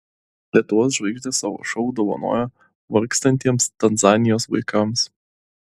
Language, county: Lithuanian, Klaipėda